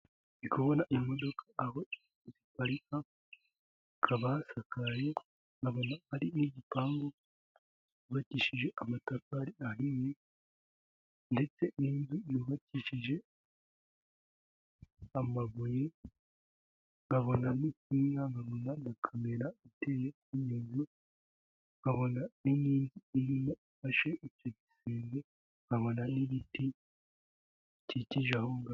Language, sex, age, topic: Kinyarwanda, male, 18-24, government